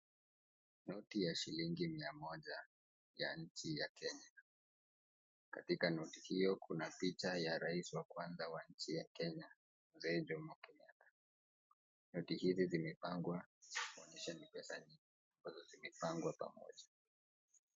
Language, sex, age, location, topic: Swahili, male, 18-24, Nakuru, finance